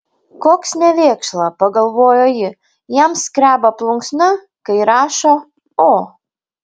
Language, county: Lithuanian, Vilnius